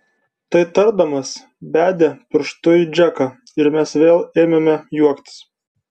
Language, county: Lithuanian, Vilnius